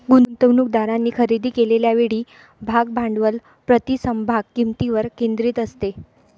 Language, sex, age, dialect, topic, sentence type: Marathi, female, 25-30, Varhadi, banking, statement